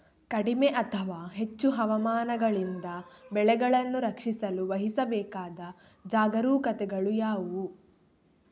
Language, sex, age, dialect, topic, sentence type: Kannada, female, 18-24, Coastal/Dakshin, agriculture, question